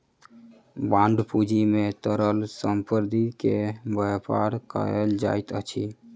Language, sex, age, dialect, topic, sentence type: Maithili, male, 18-24, Southern/Standard, banking, statement